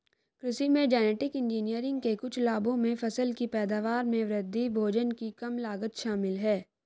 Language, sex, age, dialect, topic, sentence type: Hindi, female, 25-30, Hindustani Malvi Khadi Boli, agriculture, statement